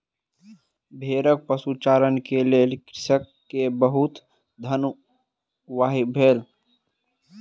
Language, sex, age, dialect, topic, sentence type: Maithili, male, 18-24, Southern/Standard, agriculture, statement